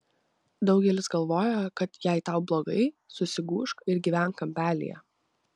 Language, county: Lithuanian, Vilnius